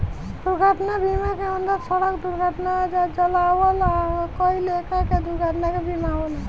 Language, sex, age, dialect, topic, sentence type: Bhojpuri, female, 18-24, Southern / Standard, banking, statement